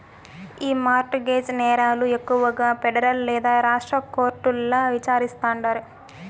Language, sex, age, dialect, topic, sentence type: Telugu, female, 18-24, Southern, banking, statement